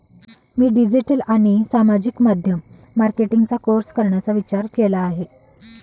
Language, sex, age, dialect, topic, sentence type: Marathi, female, 25-30, Standard Marathi, banking, statement